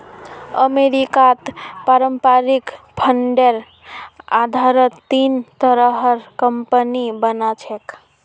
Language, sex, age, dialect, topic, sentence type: Magahi, female, 56-60, Northeastern/Surjapuri, banking, statement